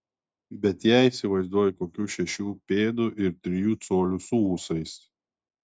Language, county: Lithuanian, Telšiai